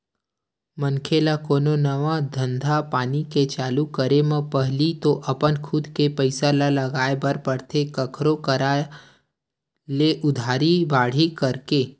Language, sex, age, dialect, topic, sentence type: Chhattisgarhi, male, 18-24, Western/Budati/Khatahi, banking, statement